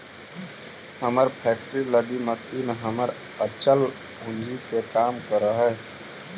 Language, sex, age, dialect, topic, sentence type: Magahi, male, 18-24, Central/Standard, agriculture, statement